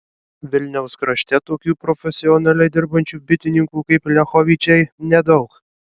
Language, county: Lithuanian, Kaunas